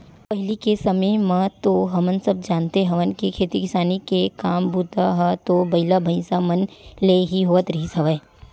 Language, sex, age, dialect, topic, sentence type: Chhattisgarhi, female, 18-24, Western/Budati/Khatahi, banking, statement